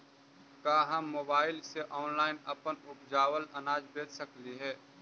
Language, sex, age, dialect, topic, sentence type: Magahi, male, 18-24, Central/Standard, agriculture, question